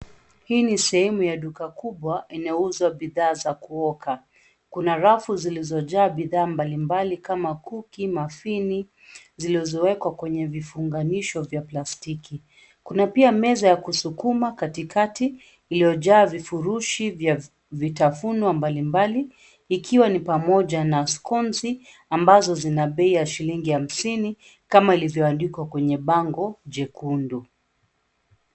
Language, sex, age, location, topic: Swahili, female, 36-49, Nairobi, finance